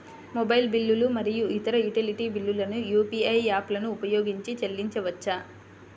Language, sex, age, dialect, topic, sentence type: Telugu, female, 25-30, Central/Coastal, banking, statement